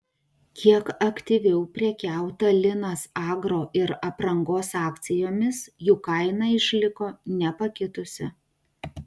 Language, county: Lithuanian, Utena